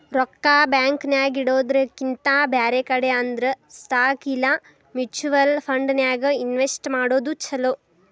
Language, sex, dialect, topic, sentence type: Kannada, female, Dharwad Kannada, banking, statement